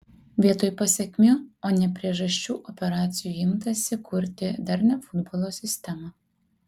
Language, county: Lithuanian, Kaunas